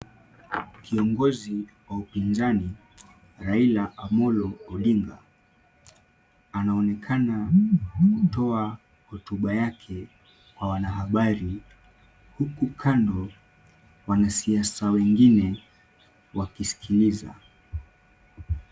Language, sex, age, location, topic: Swahili, male, 18-24, Kisumu, government